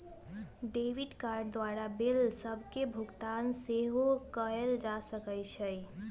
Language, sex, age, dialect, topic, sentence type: Magahi, female, 18-24, Western, banking, statement